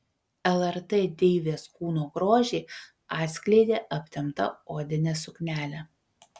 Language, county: Lithuanian, Panevėžys